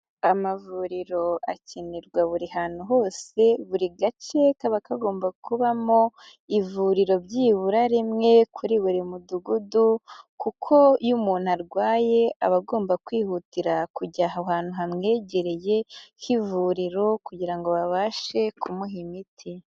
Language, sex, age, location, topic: Kinyarwanda, female, 18-24, Nyagatare, health